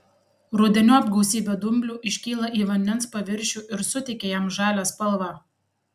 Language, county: Lithuanian, Panevėžys